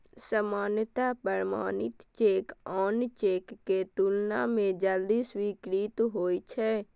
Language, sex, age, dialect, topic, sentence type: Maithili, female, 18-24, Eastern / Thethi, banking, statement